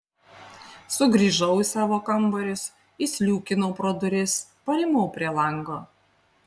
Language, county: Lithuanian, Panevėžys